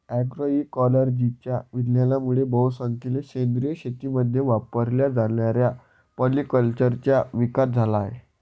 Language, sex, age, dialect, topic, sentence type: Marathi, male, 18-24, Varhadi, agriculture, statement